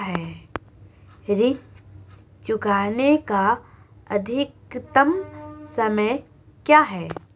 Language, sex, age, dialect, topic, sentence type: Hindi, female, 25-30, Marwari Dhudhari, banking, question